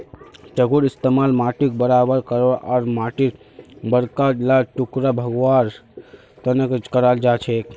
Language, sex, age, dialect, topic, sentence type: Magahi, male, 51-55, Northeastern/Surjapuri, agriculture, statement